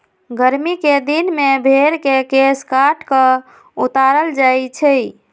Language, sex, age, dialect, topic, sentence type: Magahi, female, 18-24, Western, agriculture, statement